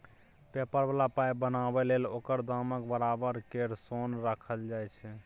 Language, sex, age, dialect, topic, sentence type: Maithili, male, 25-30, Bajjika, banking, statement